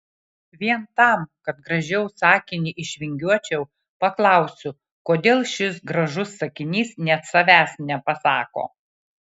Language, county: Lithuanian, Kaunas